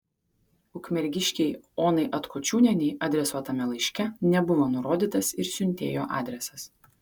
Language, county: Lithuanian, Kaunas